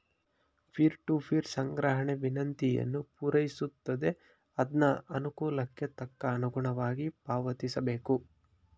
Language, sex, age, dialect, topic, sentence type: Kannada, male, 25-30, Mysore Kannada, banking, statement